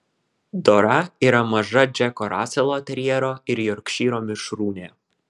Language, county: Lithuanian, Vilnius